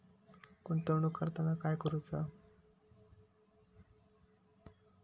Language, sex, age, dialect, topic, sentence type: Marathi, male, 60-100, Southern Konkan, banking, question